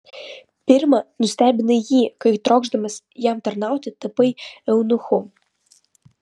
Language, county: Lithuanian, Vilnius